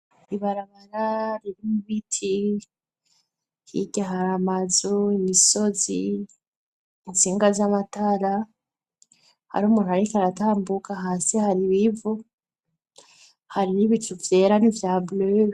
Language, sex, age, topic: Rundi, female, 25-35, education